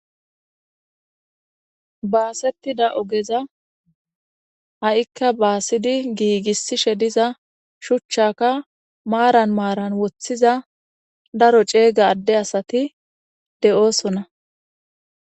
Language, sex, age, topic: Gamo, female, 18-24, government